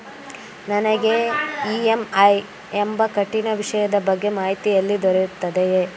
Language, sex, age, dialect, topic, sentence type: Kannada, female, 18-24, Mysore Kannada, banking, question